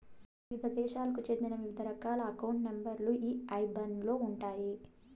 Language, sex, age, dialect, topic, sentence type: Telugu, female, 18-24, Southern, banking, statement